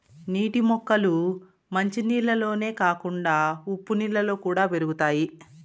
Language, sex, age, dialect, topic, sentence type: Telugu, female, 36-40, Southern, agriculture, statement